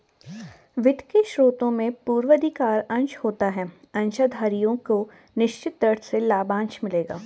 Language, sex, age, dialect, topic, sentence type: Hindi, female, 18-24, Garhwali, banking, statement